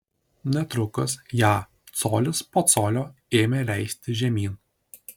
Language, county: Lithuanian, Šiauliai